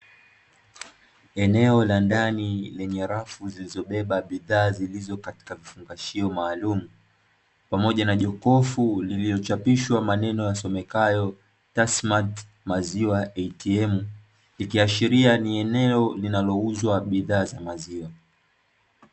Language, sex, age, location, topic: Swahili, male, 18-24, Dar es Salaam, finance